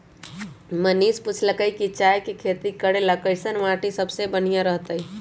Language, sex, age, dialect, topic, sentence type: Magahi, male, 18-24, Western, agriculture, statement